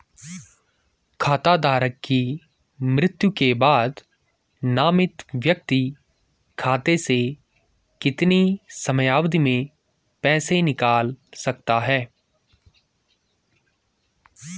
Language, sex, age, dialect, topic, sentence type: Hindi, male, 18-24, Garhwali, banking, question